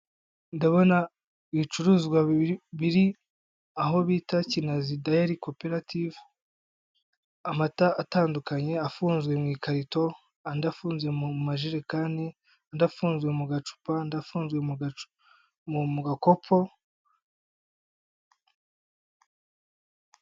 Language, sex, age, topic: Kinyarwanda, male, 25-35, finance